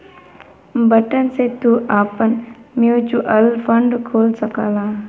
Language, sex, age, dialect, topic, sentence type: Bhojpuri, female, 18-24, Western, banking, statement